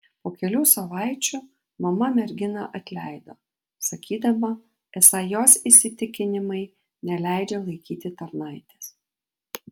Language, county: Lithuanian, Vilnius